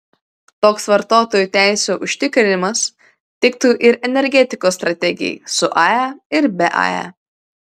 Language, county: Lithuanian, Vilnius